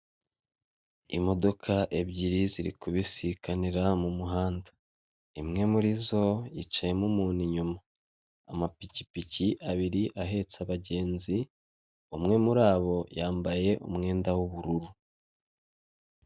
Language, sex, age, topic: Kinyarwanda, male, 25-35, government